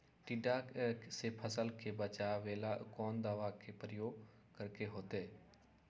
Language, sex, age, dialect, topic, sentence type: Magahi, male, 56-60, Western, agriculture, question